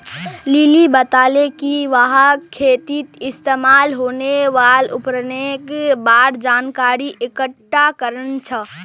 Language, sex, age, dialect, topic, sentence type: Magahi, female, 41-45, Northeastern/Surjapuri, agriculture, statement